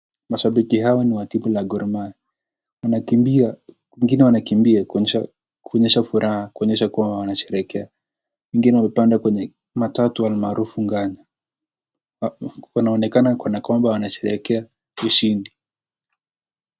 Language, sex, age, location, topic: Swahili, male, 18-24, Nakuru, government